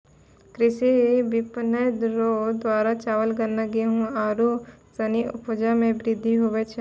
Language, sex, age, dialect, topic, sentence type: Maithili, female, 60-100, Angika, agriculture, statement